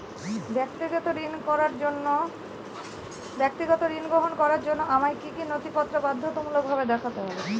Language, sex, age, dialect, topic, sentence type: Bengali, female, 18-24, Northern/Varendri, banking, question